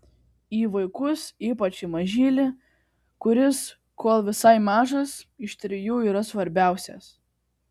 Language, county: Lithuanian, Kaunas